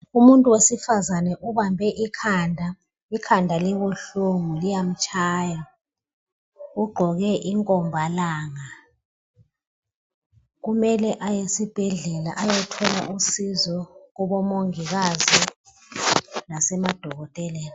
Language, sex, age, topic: North Ndebele, female, 36-49, health